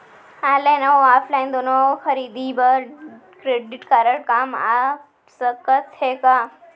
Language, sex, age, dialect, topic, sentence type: Chhattisgarhi, female, 25-30, Central, banking, question